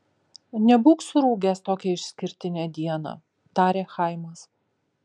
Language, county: Lithuanian, Kaunas